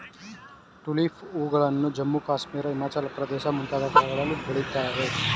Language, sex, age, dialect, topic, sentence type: Kannada, male, 36-40, Mysore Kannada, agriculture, statement